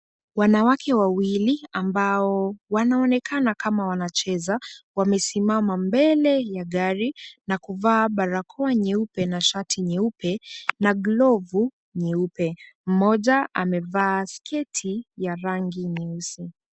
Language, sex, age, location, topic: Swahili, female, 18-24, Kisumu, health